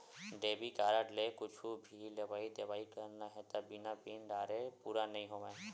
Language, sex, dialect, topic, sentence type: Chhattisgarhi, male, Western/Budati/Khatahi, banking, statement